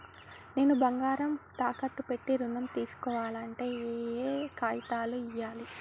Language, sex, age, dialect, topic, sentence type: Telugu, female, 18-24, Telangana, banking, question